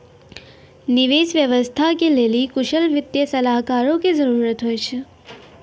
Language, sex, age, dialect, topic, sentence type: Maithili, female, 56-60, Angika, banking, statement